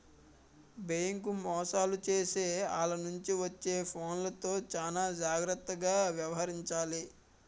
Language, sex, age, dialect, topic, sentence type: Telugu, male, 18-24, Utterandhra, banking, statement